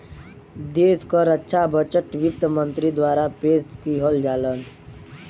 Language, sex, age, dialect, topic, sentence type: Bhojpuri, male, 18-24, Western, banking, statement